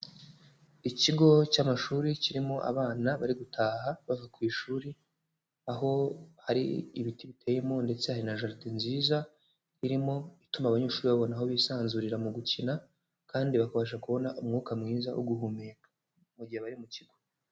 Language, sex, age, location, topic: Kinyarwanda, male, 18-24, Huye, education